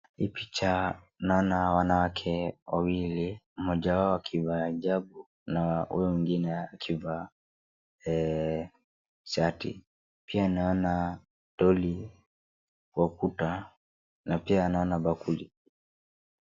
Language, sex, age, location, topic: Swahili, male, 36-49, Wajir, health